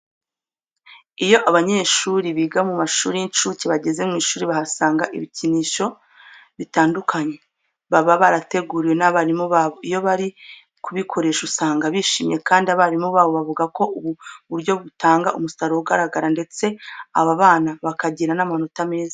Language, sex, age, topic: Kinyarwanda, female, 25-35, education